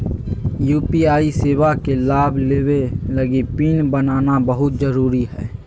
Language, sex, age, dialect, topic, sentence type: Magahi, male, 18-24, Southern, banking, statement